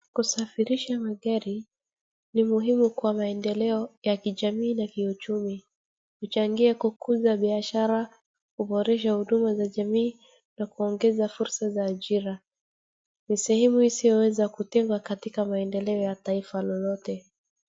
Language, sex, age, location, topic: Swahili, female, 36-49, Wajir, finance